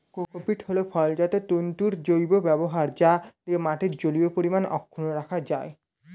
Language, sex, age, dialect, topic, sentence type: Bengali, male, 18-24, Standard Colloquial, agriculture, statement